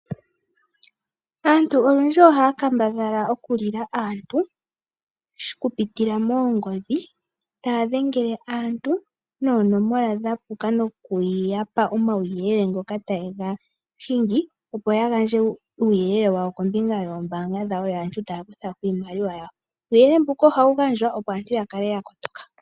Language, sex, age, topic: Oshiwambo, female, 18-24, finance